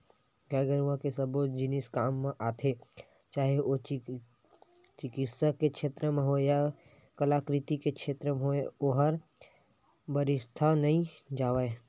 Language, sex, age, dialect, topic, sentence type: Chhattisgarhi, male, 18-24, Western/Budati/Khatahi, agriculture, statement